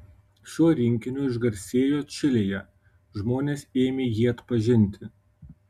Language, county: Lithuanian, Kaunas